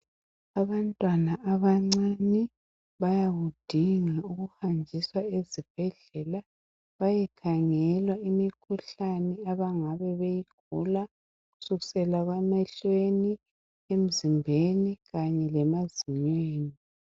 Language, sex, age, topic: North Ndebele, male, 50+, health